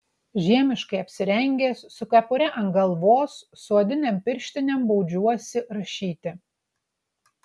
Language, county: Lithuanian, Utena